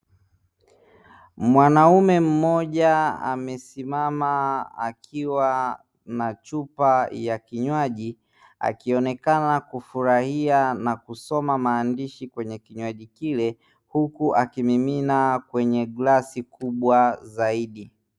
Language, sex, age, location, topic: Swahili, male, 18-24, Dar es Salaam, finance